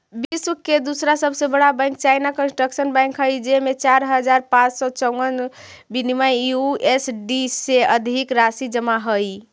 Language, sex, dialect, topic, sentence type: Magahi, female, Central/Standard, banking, statement